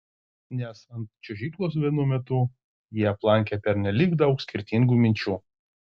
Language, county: Lithuanian, Vilnius